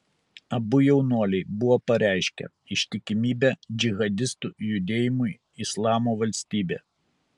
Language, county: Lithuanian, Kaunas